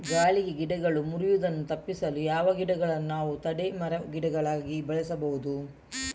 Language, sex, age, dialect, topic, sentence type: Kannada, female, 60-100, Coastal/Dakshin, agriculture, question